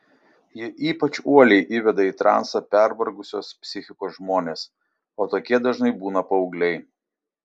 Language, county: Lithuanian, Šiauliai